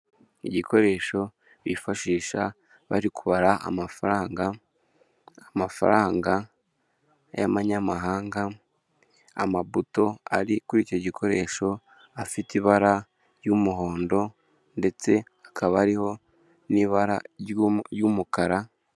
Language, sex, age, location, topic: Kinyarwanda, male, 18-24, Kigali, finance